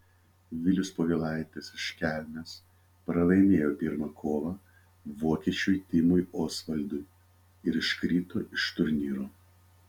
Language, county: Lithuanian, Vilnius